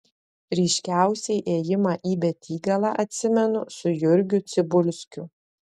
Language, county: Lithuanian, Alytus